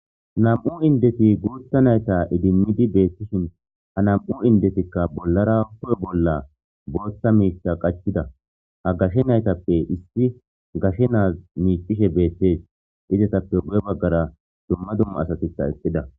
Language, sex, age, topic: Gamo, male, 25-35, government